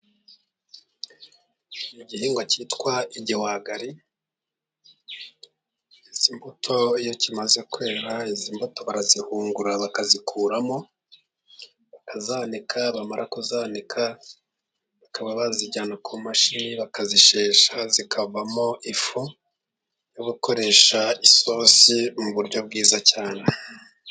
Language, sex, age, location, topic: Kinyarwanda, male, 50+, Musanze, agriculture